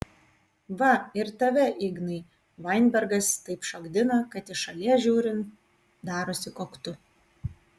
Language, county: Lithuanian, Kaunas